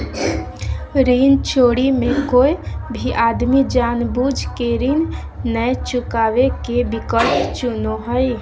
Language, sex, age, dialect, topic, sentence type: Magahi, female, 25-30, Southern, banking, statement